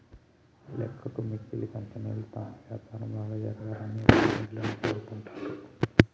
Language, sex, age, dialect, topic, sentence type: Telugu, male, 31-35, Telangana, banking, statement